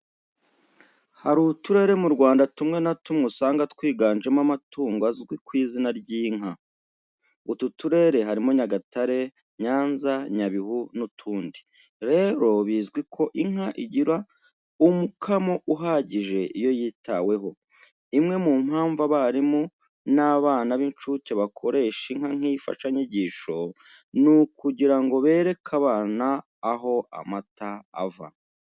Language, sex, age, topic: Kinyarwanda, male, 36-49, education